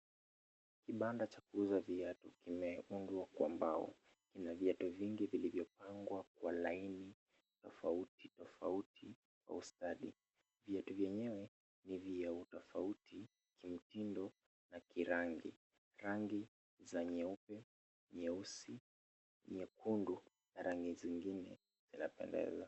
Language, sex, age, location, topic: Swahili, male, 25-35, Kisumu, finance